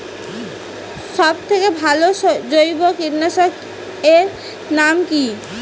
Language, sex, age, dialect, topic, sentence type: Bengali, female, 18-24, Rajbangshi, agriculture, question